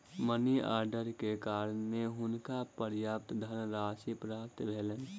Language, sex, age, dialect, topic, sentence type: Maithili, male, 18-24, Southern/Standard, banking, statement